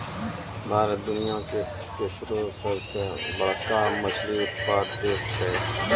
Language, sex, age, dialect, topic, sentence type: Maithili, male, 46-50, Angika, agriculture, statement